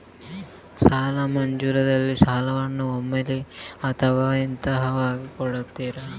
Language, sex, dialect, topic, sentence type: Kannada, male, Coastal/Dakshin, banking, question